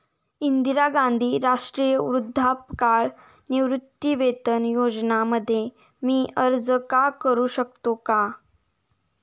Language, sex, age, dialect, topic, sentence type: Marathi, female, 18-24, Standard Marathi, banking, question